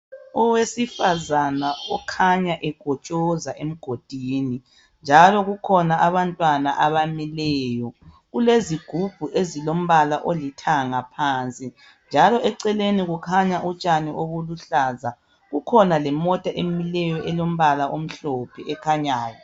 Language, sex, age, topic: North Ndebele, male, 36-49, health